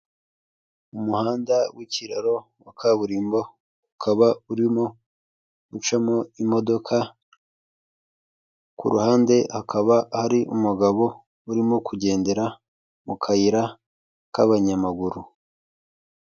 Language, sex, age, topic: Kinyarwanda, male, 25-35, government